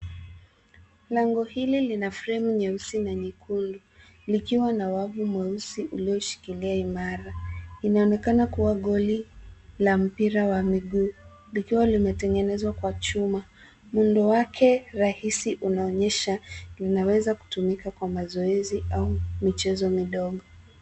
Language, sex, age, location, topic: Swahili, female, 18-24, Nairobi, health